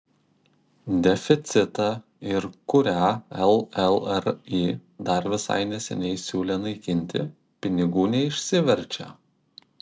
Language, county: Lithuanian, Kaunas